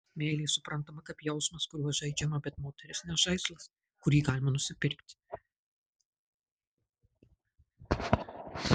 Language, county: Lithuanian, Marijampolė